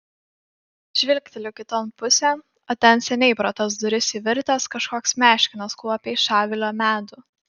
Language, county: Lithuanian, Panevėžys